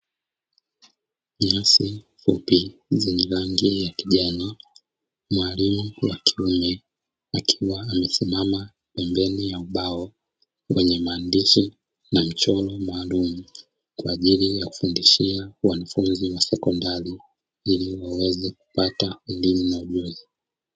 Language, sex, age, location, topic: Swahili, male, 25-35, Dar es Salaam, education